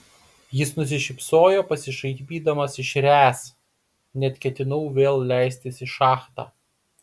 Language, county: Lithuanian, Panevėžys